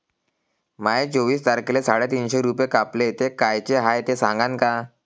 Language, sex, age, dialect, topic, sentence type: Marathi, male, 18-24, Varhadi, banking, question